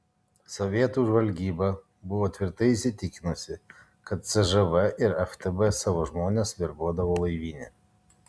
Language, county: Lithuanian, Kaunas